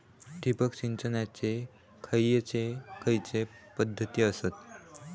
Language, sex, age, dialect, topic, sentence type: Marathi, male, 18-24, Southern Konkan, agriculture, question